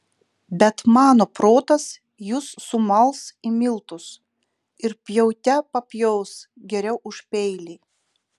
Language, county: Lithuanian, Utena